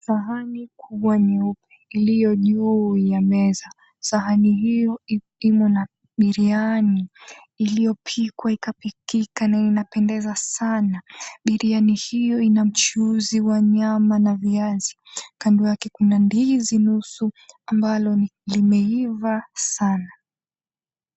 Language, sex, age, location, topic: Swahili, female, 18-24, Mombasa, agriculture